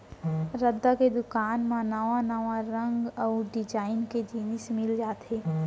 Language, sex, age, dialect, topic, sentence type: Chhattisgarhi, female, 60-100, Central, agriculture, statement